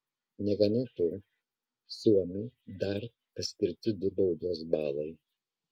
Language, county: Lithuanian, Kaunas